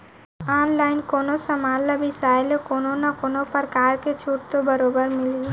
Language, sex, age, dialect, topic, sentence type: Chhattisgarhi, female, 18-24, Central, banking, statement